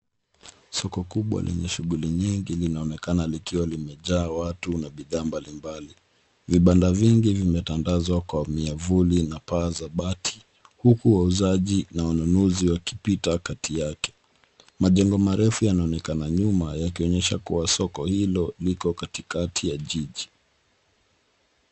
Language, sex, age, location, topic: Swahili, male, 18-24, Nairobi, finance